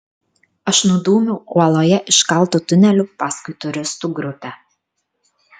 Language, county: Lithuanian, Kaunas